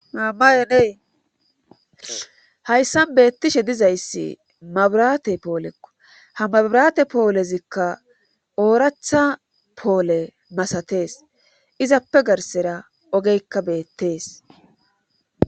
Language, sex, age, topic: Gamo, female, 36-49, government